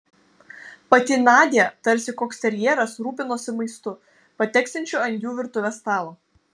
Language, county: Lithuanian, Vilnius